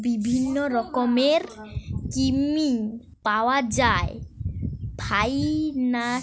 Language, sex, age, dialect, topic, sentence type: Bengali, female, 18-24, Western, banking, statement